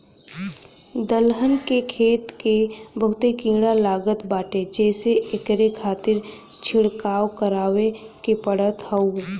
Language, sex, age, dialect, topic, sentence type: Bhojpuri, female, 18-24, Western, agriculture, statement